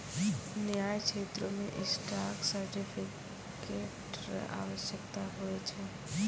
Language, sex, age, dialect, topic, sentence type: Maithili, female, 18-24, Angika, banking, statement